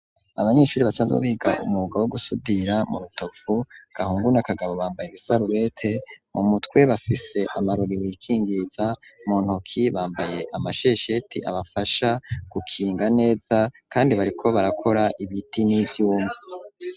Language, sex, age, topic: Rundi, female, 18-24, education